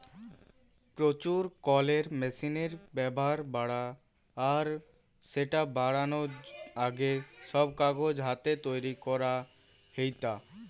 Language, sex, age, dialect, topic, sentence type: Bengali, male, <18, Western, agriculture, statement